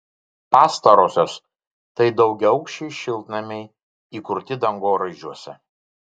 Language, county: Lithuanian, Vilnius